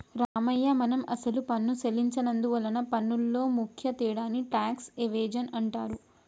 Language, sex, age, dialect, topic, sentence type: Telugu, female, 18-24, Telangana, banking, statement